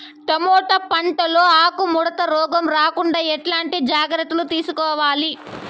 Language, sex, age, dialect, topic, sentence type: Telugu, female, 25-30, Southern, agriculture, question